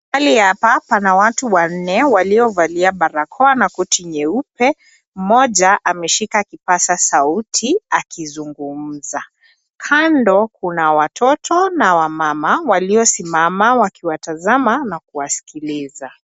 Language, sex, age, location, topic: Swahili, female, 25-35, Nairobi, health